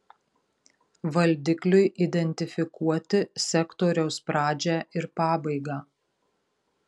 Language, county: Lithuanian, Marijampolė